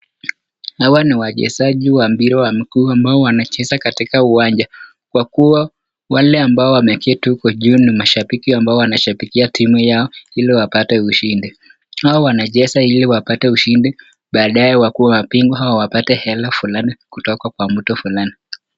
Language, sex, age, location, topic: Swahili, male, 18-24, Nakuru, government